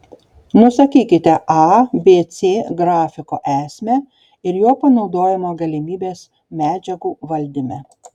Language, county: Lithuanian, Šiauliai